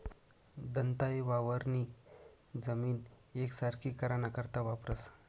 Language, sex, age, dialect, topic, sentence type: Marathi, male, 25-30, Northern Konkan, agriculture, statement